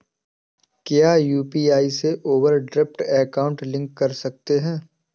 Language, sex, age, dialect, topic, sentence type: Hindi, male, 18-24, Awadhi Bundeli, banking, question